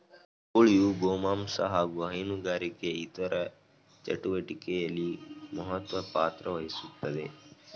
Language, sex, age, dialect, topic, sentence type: Kannada, male, 18-24, Mysore Kannada, agriculture, statement